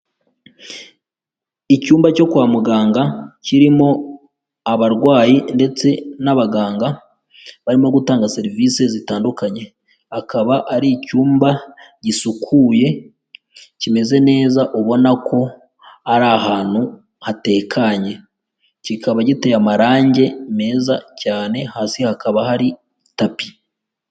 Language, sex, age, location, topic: Kinyarwanda, female, 18-24, Huye, health